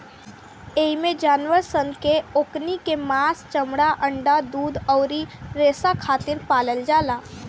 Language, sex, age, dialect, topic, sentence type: Bhojpuri, female, <18, Southern / Standard, agriculture, statement